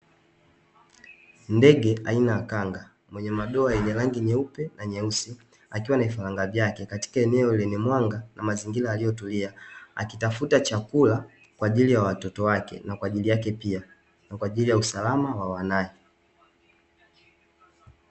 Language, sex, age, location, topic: Swahili, male, 18-24, Dar es Salaam, agriculture